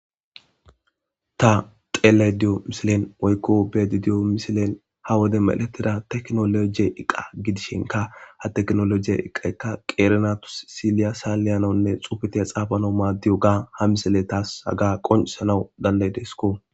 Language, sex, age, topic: Gamo, male, 25-35, government